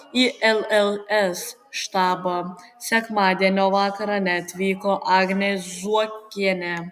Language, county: Lithuanian, Kaunas